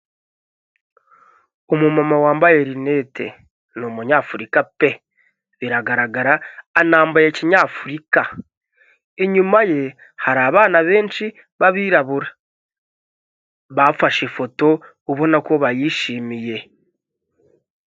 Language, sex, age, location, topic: Kinyarwanda, male, 25-35, Kigali, health